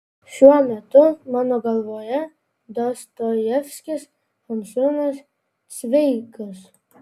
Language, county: Lithuanian, Vilnius